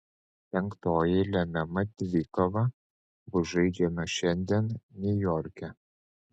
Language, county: Lithuanian, Panevėžys